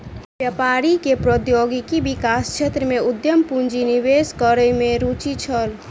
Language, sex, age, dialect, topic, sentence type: Maithili, female, 25-30, Southern/Standard, banking, statement